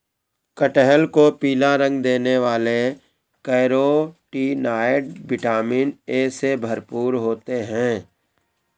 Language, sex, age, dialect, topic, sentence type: Hindi, male, 18-24, Awadhi Bundeli, agriculture, statement